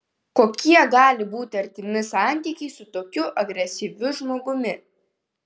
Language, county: Lithuanian, Vilnius